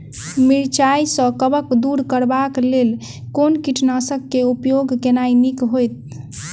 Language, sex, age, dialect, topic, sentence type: Maithili, female, 18-24, Southern/Standard, agriculture, question